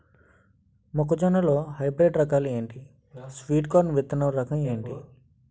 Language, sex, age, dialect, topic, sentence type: Telugu, male, 18-24, Utterandhra, agriculture, question